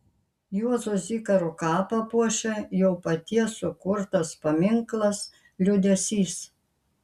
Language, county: Lithuanian, Kaunas